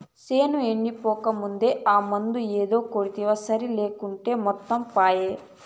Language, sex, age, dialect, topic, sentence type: Telugu, female, 25-30, Southern, agriculture, statement